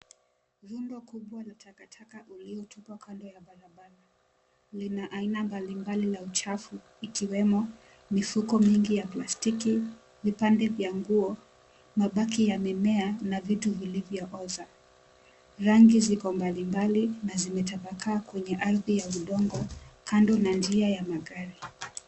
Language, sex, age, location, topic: Swahili, female, 25-35, Mombasa, government